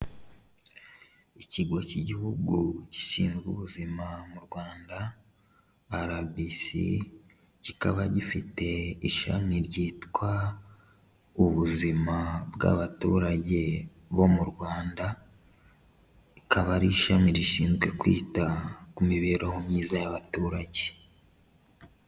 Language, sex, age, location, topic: Kinyarwanda, male, 18-24, Kigali, health